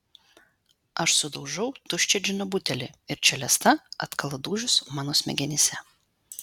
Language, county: Lithuanian, Vilnius